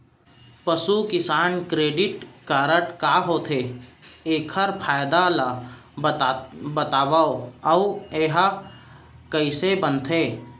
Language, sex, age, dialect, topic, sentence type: Chhattisgarhi, male, 31-35, Central, banking, question